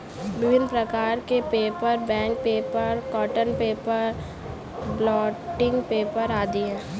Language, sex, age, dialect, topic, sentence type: Hindi, female, 18-24, Kanauji Braj Bhasha, agriculture, statement